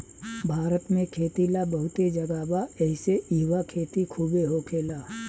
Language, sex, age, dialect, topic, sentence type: Bhojpuri, male, 36-40, Southern / Standard, agriculture, statement